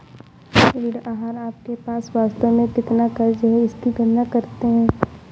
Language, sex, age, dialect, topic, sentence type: Hindi, female, 18-24, Awadhi Bundeli, banking, statement